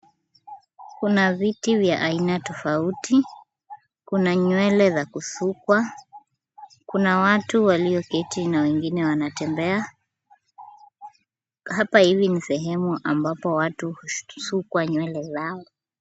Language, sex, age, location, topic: Swahili, female, 25-35, Kisumu, finance